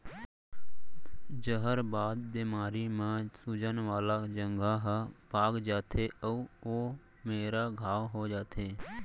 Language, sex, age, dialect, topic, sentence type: Chhattisgarhi, male, 56-60, Central, agriculture, statement